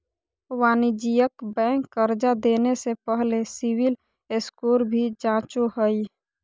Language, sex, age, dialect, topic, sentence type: Magahi, female, 36-40, Southern, banking, statement